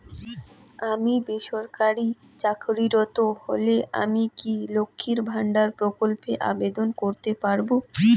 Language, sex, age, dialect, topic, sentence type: Bengali, female, 18-24, Rajbangshi, banking, question